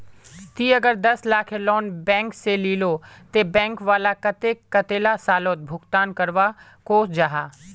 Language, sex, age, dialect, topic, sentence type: Magahi, male, 18-24, Northeastern/Surjapuri, banking, question